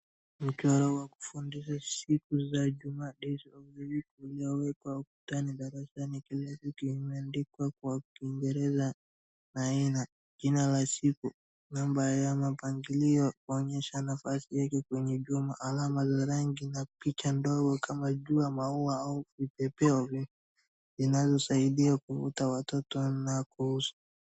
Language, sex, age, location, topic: Swahili, male, 36-49, Wajir, education